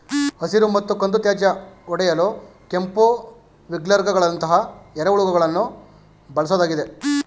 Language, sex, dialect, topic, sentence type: Kannada, male, Mysore Kannada, agriculture, statement